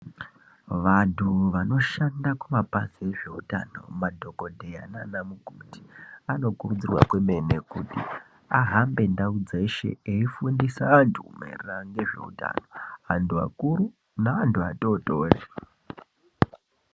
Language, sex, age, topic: Ndau, male, 25-35, health